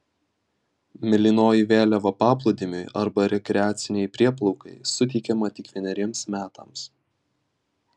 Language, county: Lithuanian, Vilnius